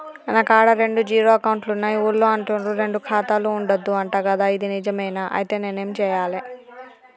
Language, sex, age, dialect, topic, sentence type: Telugu, female, 31-35, Telangana, banking, question